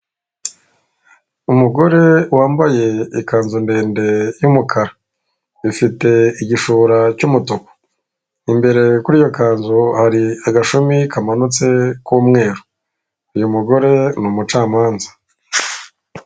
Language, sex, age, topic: Kinyarwanda, female, 36-49, government